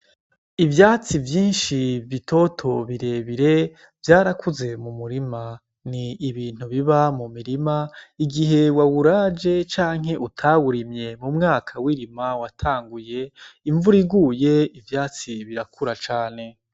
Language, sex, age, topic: Rundi, male, 25-35, agriculture